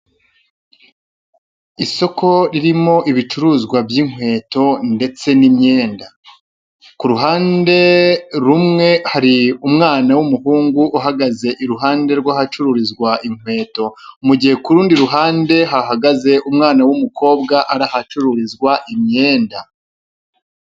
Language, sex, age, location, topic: Kinyarwanda, male, 25-35, Huye, finance